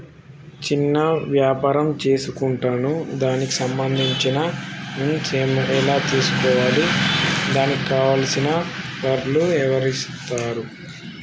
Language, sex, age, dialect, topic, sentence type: Telugu, male, 18-24, Telangana, banking, question